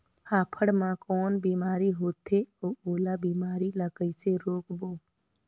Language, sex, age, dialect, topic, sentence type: Chhattisgarhi, female, 31-35, Northern/Bhandar, agriculture, question